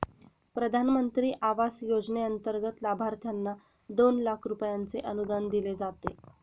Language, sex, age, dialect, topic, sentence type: Marathi, female, 31-35, Standard Marathi, banking, statement